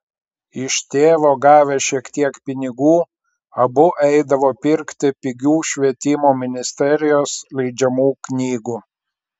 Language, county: Lithuanian, Klaipėda